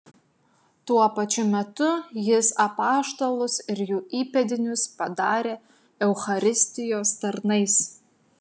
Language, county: Lithuanian, Utena